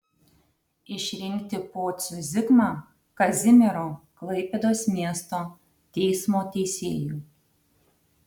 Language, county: Lithuanian, Tauragė